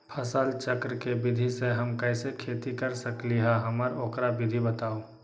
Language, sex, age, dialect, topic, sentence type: Magahi, male, 18-24, Western, agriculture, question